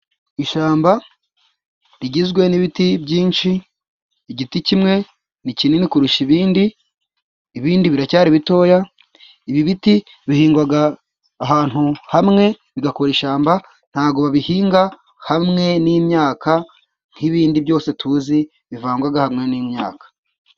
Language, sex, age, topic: Kinyarwanda, male, 25-35, agriculture